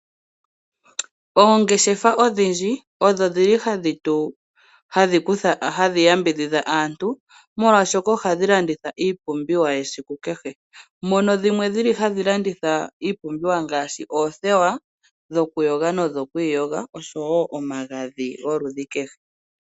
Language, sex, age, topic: Oshiwambo, female, 25-35, finance